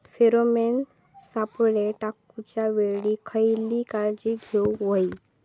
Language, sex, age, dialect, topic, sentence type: Marathi, female, 18-24, Southern Konkan, agriculture, question